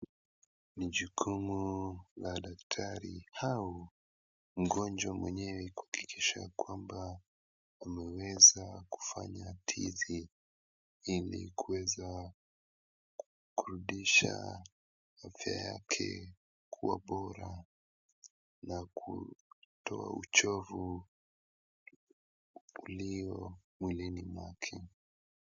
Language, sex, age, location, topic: Swahili, male, 18-24, Kisumu, health